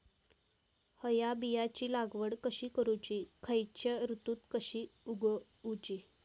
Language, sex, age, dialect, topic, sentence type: Marathi, female, 18-24, Southern Konkan, agriculture, question